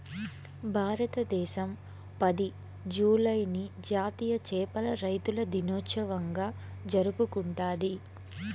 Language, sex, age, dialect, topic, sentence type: Telugu, female, 25-30, Southern, agriculture, statement